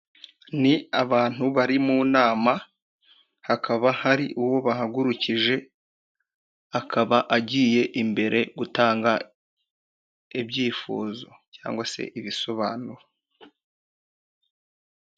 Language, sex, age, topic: Kinyarwanda, male, 18-24, government